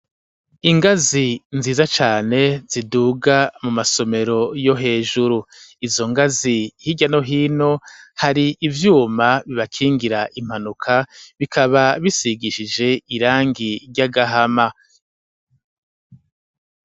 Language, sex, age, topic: Rundi, male, 50+, education